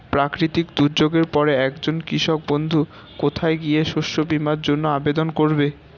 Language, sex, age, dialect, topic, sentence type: Bengali, male, 18-24, Standard Colloquial, agriculture, question